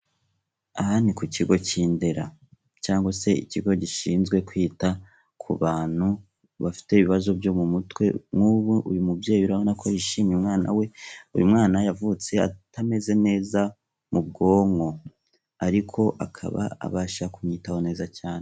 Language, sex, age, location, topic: Kinyarwanda, female, 36-49, Kigali, health